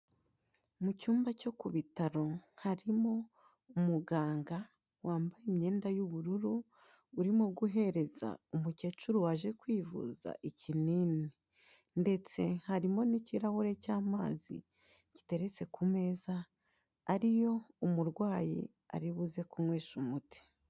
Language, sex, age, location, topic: Kinyarwanda, female, 25-35, Kigali, health